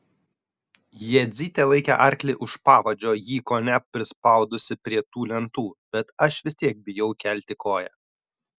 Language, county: Lithuanian, Šiauliai